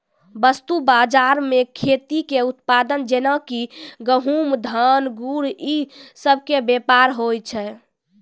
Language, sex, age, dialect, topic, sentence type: Maithili, female, 18-24, Angika, banking, statement